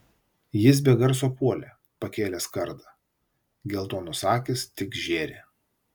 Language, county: Lithuanian, Vilnius